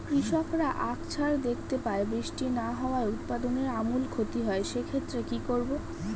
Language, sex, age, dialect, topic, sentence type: Bengali, female, 31-35, Standard Colloquial, agriculture, question